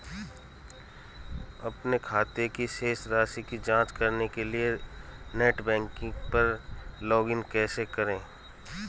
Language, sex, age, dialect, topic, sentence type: Hindi, male, 41-45, Marwari Dhudhari, banking, question